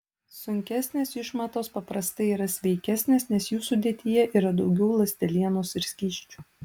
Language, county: Lithuanian, Utena